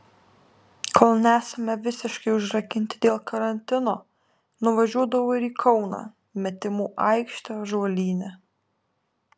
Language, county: Lithuanian, Alytus